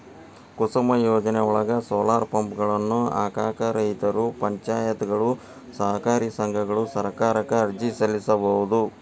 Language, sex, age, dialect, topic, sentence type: Kannada, male, 60-100, Dharwad Kannada, agriculture, statement